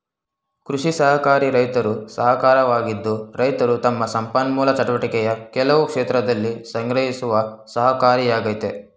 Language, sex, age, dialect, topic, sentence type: Kannada, male, 18-24, Mysore Kannada, agriculture, statement